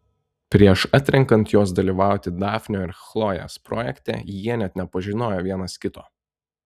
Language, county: Lithuanian, Telšiai